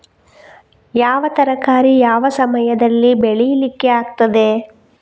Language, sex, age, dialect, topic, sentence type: Kannada, female, 36-40, Coastal/Dakshin, agriculture, question